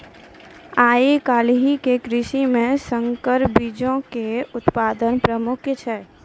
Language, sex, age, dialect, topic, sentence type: Maithili, female, 18-24, Angika, agriculture, statement